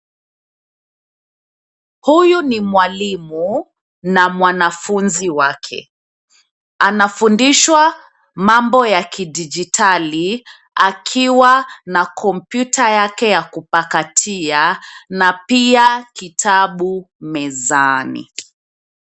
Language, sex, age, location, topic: Swahili, female, 25-35, Nairobi, education